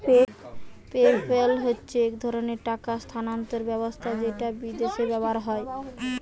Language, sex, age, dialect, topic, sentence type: Bengali, female, 18-24, Western, banking, statement